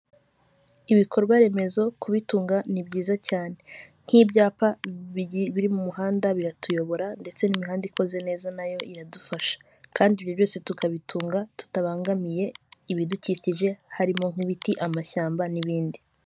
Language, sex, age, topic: Kinyarwanda, female, 18-24, government